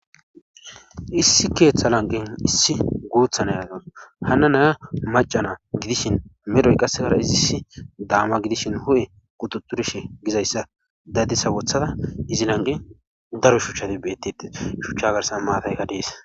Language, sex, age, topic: Gamo, male, 18-24, government